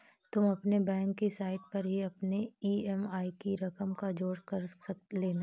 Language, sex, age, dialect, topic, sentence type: Hindi, female, 18-24, Awadhi Bundeli, banking, statement